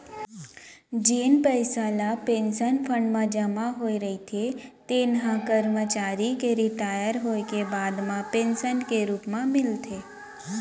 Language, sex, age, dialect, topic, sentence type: Chhattisgarhi, female, 25-30, Central, banking, statement